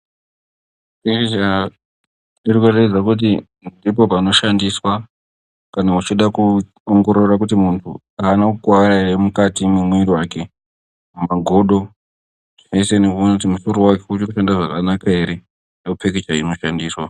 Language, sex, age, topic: Ndau, male, 18-24, health